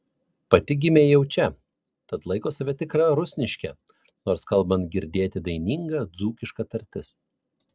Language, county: Lithuanian, Vilnius